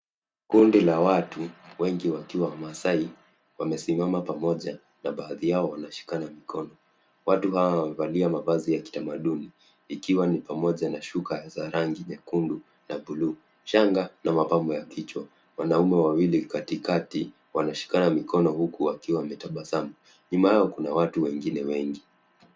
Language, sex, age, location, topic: Swahili, male, 25-35, Nairobi, education